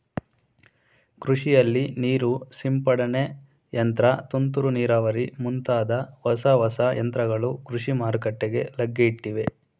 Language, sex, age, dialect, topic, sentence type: Kannada, male, 18-24, Mysore Kannada, agriculture, statement